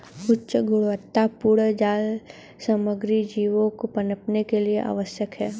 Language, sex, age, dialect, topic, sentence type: Hindi, female, 31-35, Hindustani Malvi Khadi Boli, agriculture, statement